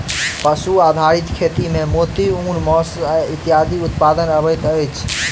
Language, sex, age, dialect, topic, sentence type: Maithili, male, 18-24, Southern/Standard, agriculture, statement